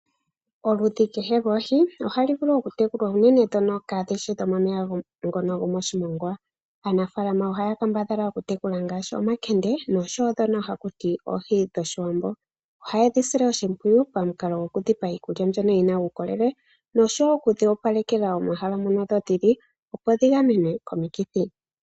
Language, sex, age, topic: Oshiwambo, female, 25-35, agriculture